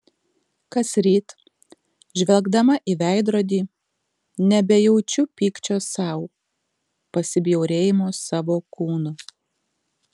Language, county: Lithuanian, Tauragė